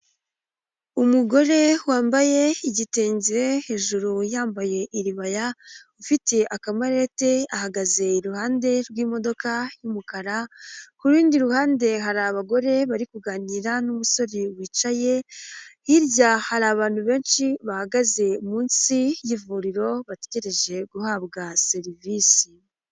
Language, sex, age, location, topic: Kinyarwanda, female, 18-24, Huye, health